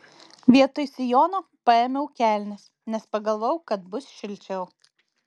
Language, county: Lithuanian, Vilnius